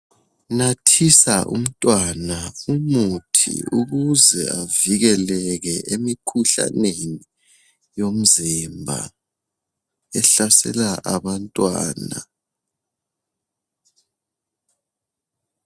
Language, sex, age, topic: North Ndebele, male, 25-35, health